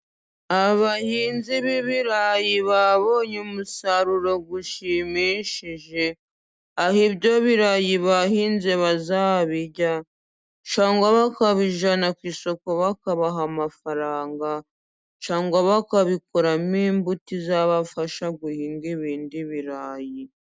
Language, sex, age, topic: Kinyarwanda, female, 25-35, agriculture